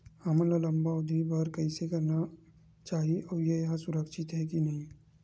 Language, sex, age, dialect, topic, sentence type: Chhattisgarhi, male, 46-50, Western/Budati/Khatahi, banking, question